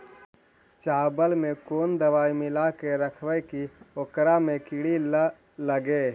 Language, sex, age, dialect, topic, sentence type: Magahi, male, 18-24, Central/Standard, agriculture, question